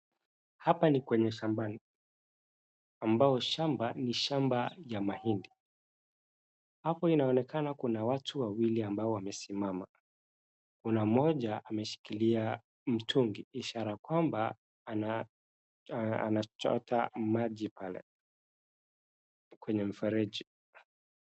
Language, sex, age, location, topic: Swahili, male, 25-35, Wajir, health